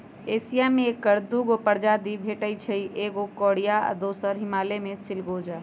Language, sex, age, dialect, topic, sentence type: Magahi, female, 56-60, Western, agriculture, statement